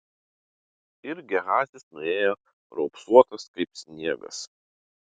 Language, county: Lithuanian, Utena